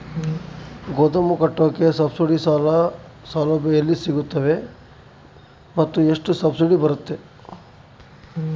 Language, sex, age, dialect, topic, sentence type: Kannada, male, 31-35, Central, agriculture, question